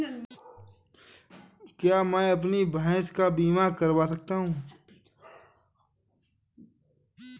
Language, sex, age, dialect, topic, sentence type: Hindi, male, 25-30, Awadhi Bundeli, banking, question